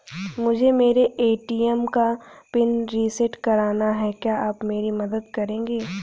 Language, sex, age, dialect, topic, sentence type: Hindi, female, 31-35, Hindustani Malvi Khadi Boli, banking, question